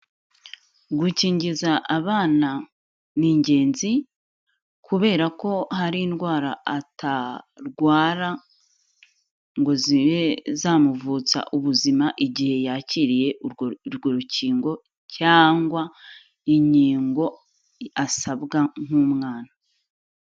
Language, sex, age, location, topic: Kinyarwanda, female, 25-35, Kigali, health